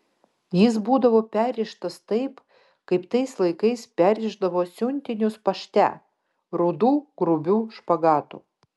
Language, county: Lithuanian, Vilnius